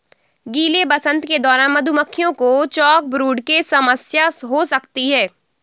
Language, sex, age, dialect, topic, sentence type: Hindi, female, 60-100, Awadhi Bundeli, agriculture, statement